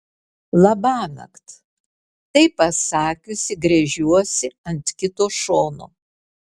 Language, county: Lithuanian, Kaunas